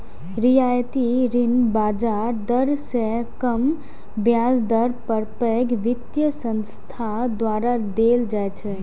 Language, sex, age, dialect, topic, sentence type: Maithili, female, 18-24, Eastern / Thethi, banking, statement